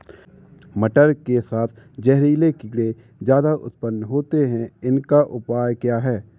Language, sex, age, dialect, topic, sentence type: Hindi, male, 18-24, Awadhi Bundeli, agriculture, question